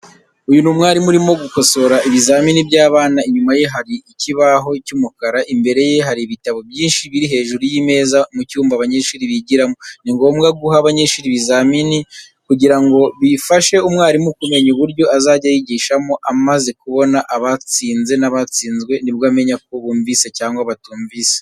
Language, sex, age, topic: Kinyarwanda, male, 25-35, education